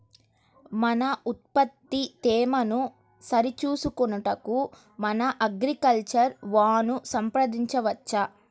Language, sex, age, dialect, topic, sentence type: Telugu, female, 18-24, Central/Coastal, agriculture, question